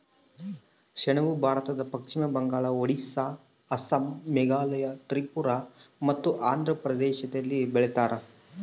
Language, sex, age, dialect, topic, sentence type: Kannada, male, 25-30, Central, agriculture, statement